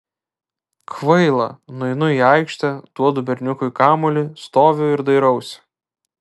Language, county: Lithuanian, Vilnius